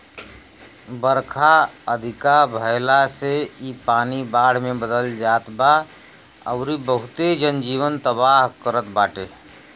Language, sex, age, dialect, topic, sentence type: Bhojpuri, male, 41-45, Western, agriculture, statement